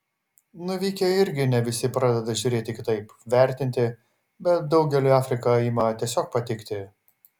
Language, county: Lithuanian, Šiauliai